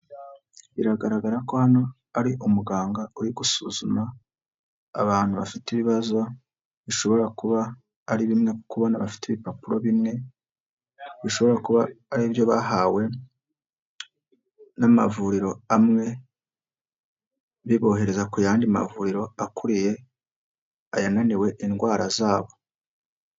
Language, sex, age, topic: Kinyarwanda, female, 50+, health